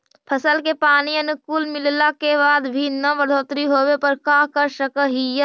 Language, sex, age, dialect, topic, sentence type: Magahi, female, 51-55, Central/Standard, agriculture, question